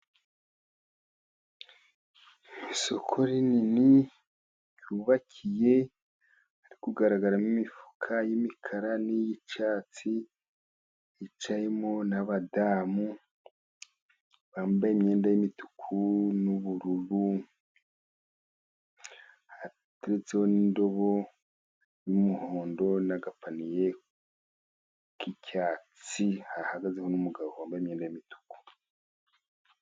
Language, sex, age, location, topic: Kinyarwanda, male, 50+, Musanze, finance